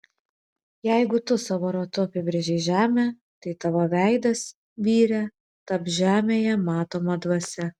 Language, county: Lithuanian, Vilnius